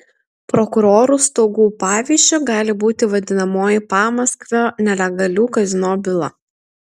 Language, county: Lithuanian, Utena